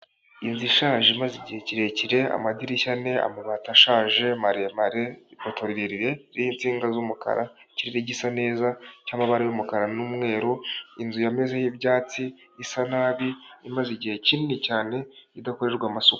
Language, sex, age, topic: Kinyarwanda, male, 18-24, government